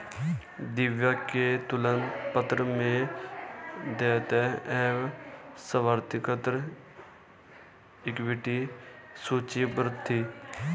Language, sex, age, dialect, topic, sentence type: Hindi, male, 18-24, Hindustani Malvi Khadi Boli, banking, statement